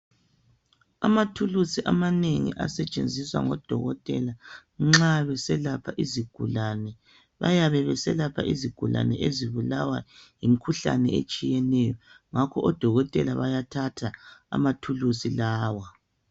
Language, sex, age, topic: North Ndebele, male, 36-49, health